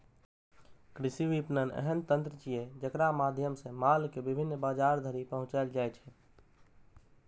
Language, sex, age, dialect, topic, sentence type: Maithili, male, 18-24, Eastern / Thethi, agriculture, statement